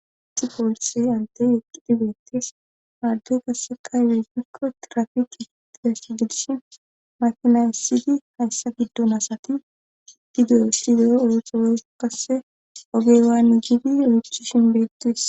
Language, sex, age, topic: Gamo, female, 18-24, government